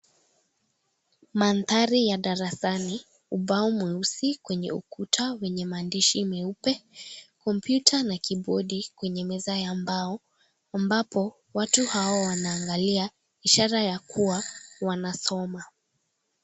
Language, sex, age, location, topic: Swahili, female, 36-49, Kisii, government